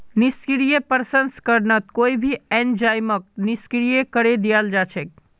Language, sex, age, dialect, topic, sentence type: Magahi, male, 18-24, Northeastern/Surjapuri, agriculture, statement